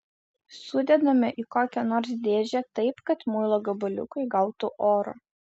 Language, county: Lithuanian, Vilnius